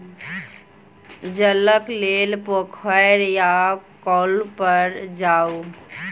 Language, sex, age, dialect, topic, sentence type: Maithili, female, 18-24, Southern/Standard, agriculture, statement